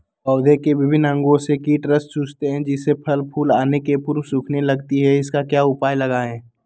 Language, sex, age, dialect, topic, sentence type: Magahi, male, 18-24, Western, agriculture, question